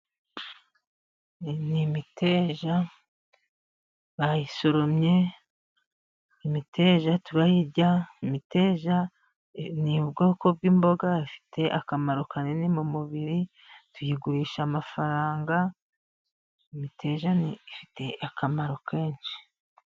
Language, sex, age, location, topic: Kinyarwanda, female, 50+, Musanze, agriculture